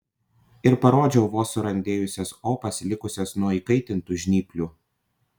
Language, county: Lithuanian, Panevėžys